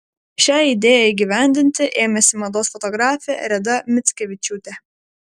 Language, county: Lithuanian, Vilnius